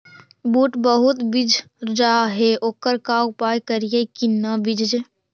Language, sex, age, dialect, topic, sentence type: Magahi, female, 51-55, Central/Standard, agriculture, question